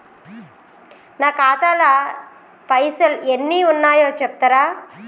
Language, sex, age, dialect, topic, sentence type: Telugu, female, 36-40, Telangana, banking, question